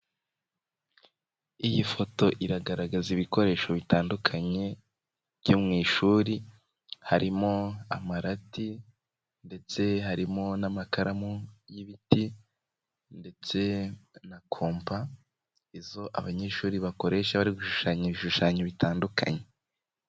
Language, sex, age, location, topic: Kinyarwanda, male, 18-24, Nyagatare, education